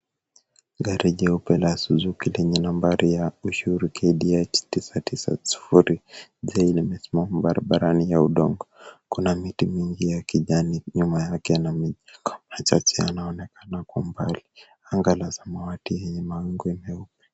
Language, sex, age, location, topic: Swahili, male, 18-24, Kisumu, finance